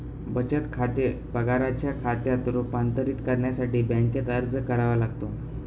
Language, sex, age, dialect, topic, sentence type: Marathi, male, 18-24, Northern Konkan, banking, statement